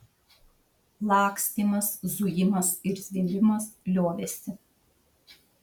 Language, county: Lithuanian, Šiauliai